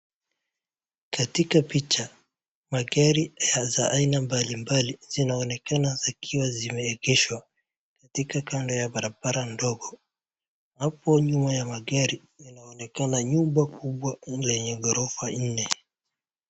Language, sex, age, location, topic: Swahili, male, 18-24, Wajir, finance